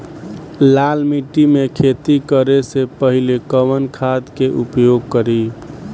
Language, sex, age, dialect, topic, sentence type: Bhojpuri, male, 18-24, Northern, agriculture, question